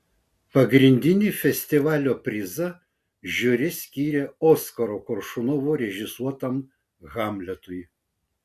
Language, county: Lithuanian, Vilnius